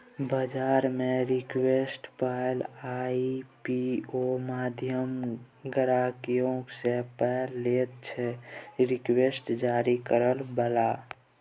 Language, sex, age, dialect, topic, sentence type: Maithili, male, 18-24, Bajjika, banking, statement